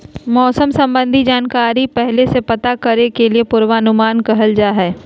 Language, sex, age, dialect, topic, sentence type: Magahi, female, 36-40, Southern, agriculture, statement